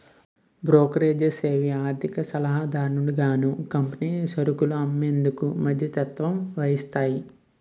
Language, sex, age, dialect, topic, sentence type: Telugu, male, 18-24, Utterandhra, banking, statement